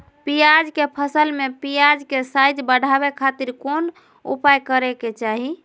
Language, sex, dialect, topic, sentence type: Magahi, female, Southern, agriculture, question